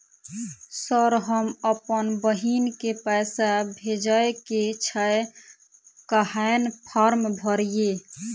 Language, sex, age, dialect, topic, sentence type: Maithili, female, 18-24, Southern/Standard, banking, question